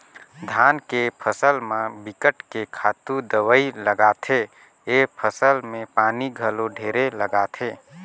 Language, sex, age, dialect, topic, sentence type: Chhattisgarhi, male, 18-24, Northern/Bhandar, agriculture, statement